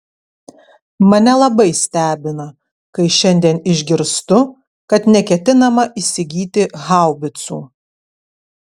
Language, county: Lithuanian, Kaunas